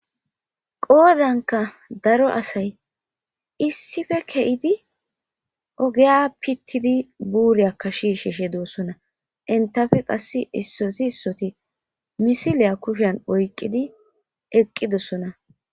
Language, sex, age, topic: Gamo, female, 25-35, government